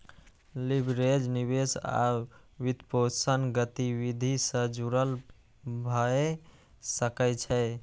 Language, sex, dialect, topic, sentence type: Maithili, male, Eastern / Thethi, banking, statement